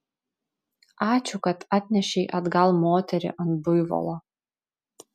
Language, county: Lithuanian, Vilnius